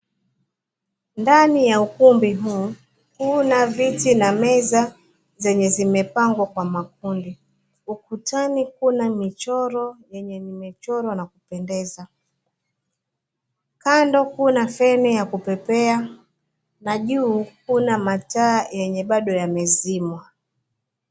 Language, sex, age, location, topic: Swahili, female, 25-35, Mombasa, government